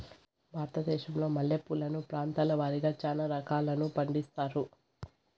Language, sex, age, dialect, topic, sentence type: Telugu, male, 25-30, Southern, agriculture, statement